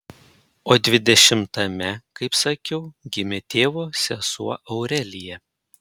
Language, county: Lithuanian, Panevėžys